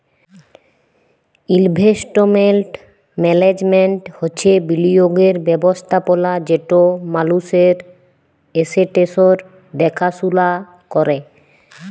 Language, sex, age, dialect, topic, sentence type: Bengali, female, 18-24, Jharkhandi, banking, statement